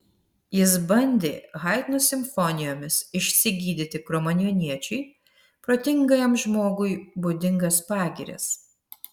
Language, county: Lithuanian, Vilnius